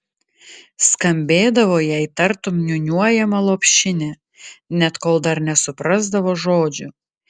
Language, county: Lithuanian, Klaipėda